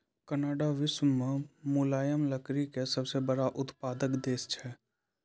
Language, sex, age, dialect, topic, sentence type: Maithili, male, 18-24, Angika, agriculture, statement